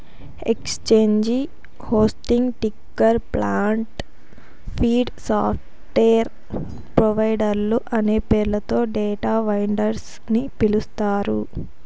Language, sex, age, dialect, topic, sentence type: Telugu, female, 18-24, Southern, banking, statement